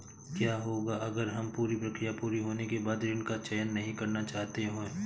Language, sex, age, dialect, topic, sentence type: Hindi, male, 31-35, Awadhi Bundeli, banking, question